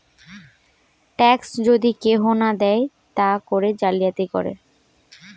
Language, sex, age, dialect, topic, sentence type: Bengali, female, 18-24, Western, banking, statement